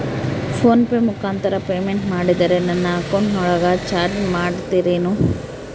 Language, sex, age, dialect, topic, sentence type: Kannada, female, 31-35, Central, banking, question